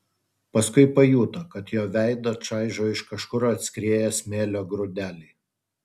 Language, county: Lithuanian, Utena